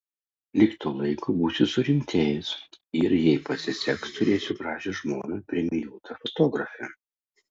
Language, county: Lithuanian, Utena